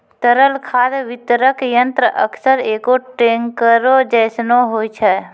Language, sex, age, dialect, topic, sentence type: Maithili, female, 31-35, Angika, agriculture, statement